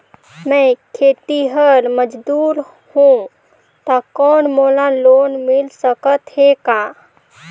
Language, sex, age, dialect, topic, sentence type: Chhattisgarhi, female, 18-24, Northern/Bhandar, banking, question